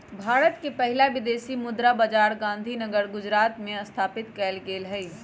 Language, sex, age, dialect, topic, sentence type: Magahi, female, 31-35, Western, banking, statement